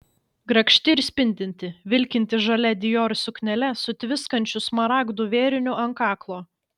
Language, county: Lithuanian, Šiauliai